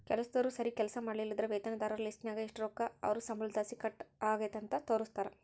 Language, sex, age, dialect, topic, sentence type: Kannada, female, 25-30, Central, banking, statement